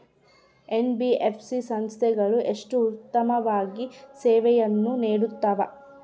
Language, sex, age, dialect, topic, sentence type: Kannada, female, 31-35, Central, banking, question